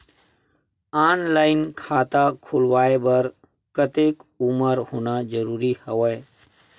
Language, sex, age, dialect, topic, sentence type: Chhattisgarhi, male, 36-40, Western/Budati/Khatahi, banking, question